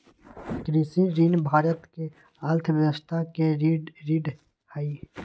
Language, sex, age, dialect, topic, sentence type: Magahi, male, 18-24, Western, agriculture, statement